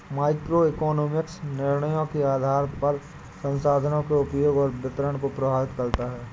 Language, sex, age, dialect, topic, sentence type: Hindi, male, 60-100, Awadhi Bundeli, banking, statement